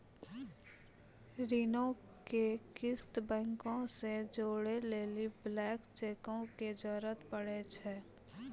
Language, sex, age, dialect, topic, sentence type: Maithili, female, 18-24, Angika, banking, statement